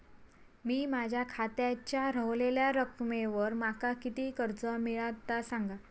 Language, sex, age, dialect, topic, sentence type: Marathi, female, 25-30, Southern Konkan, banking, question